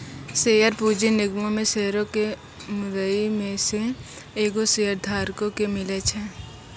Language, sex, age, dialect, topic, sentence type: Maithili, male, 25-30, Angika, banking, statement